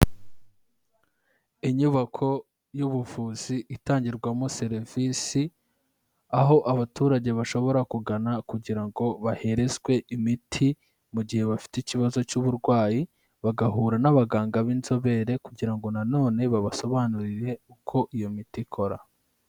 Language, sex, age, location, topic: Kinyarwanda, male, 18-24, Kigali, health